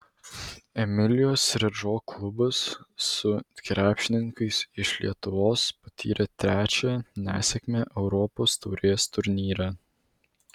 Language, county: Lithuanian, Vilnius